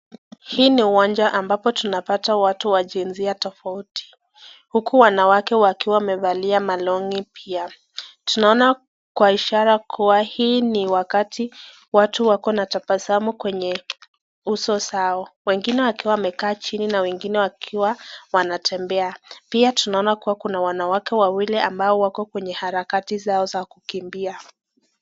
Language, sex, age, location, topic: Swahili, female, 18-24, Nakuru, education